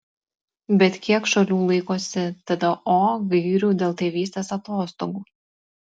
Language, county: Lithuanian, Klaipėda